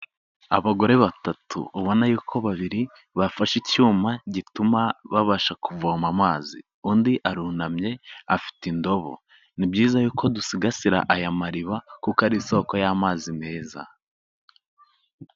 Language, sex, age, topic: Kinyarwanda, male, 18-24, health